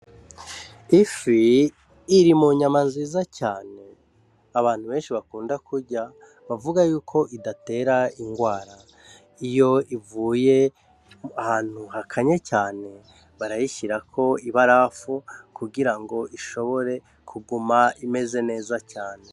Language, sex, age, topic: Rundi, male, 36-49, agriculture